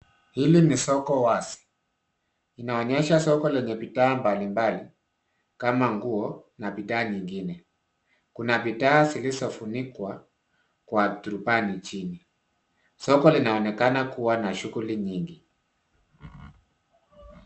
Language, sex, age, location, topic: Swahili, male, 36-49, Nairobi, finance